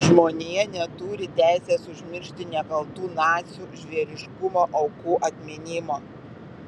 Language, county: Lithuanian, Vilnius